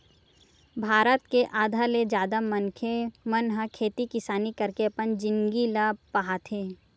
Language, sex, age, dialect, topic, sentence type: Chhattisgarhi, female, 18-24, Western/Budati/Khatahi, banking, statement